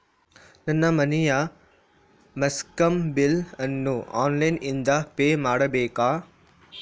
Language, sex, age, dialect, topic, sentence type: Kannada, male, 46-50, Coastal/Dakshin, banking, question